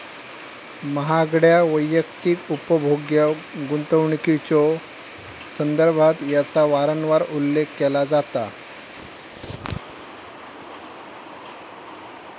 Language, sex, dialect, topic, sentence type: Marathi, male, Southern Konkan, banking, statement